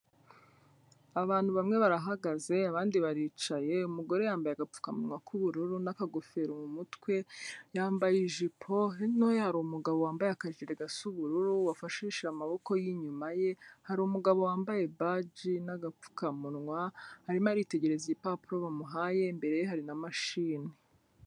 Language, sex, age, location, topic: Kinyarwanda, female, 25-35, Kigali, health